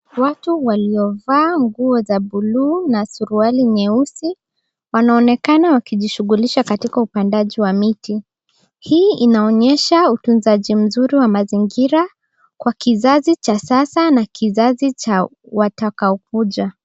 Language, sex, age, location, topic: Swahili, female, 18-24, Nairobi, government